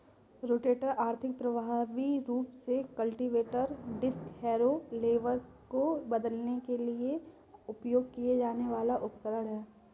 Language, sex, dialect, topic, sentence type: Hindi, female, Kanauji Braj Bhasha, agriculture, statement